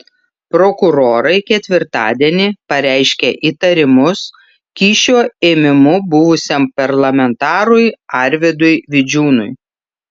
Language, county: Lithuanian, Šiauliai